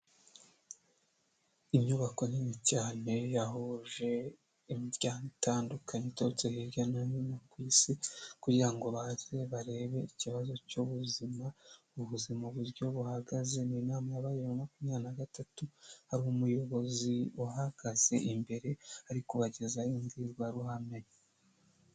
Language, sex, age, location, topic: Kinyarwanda, male, 25-35, Huye, health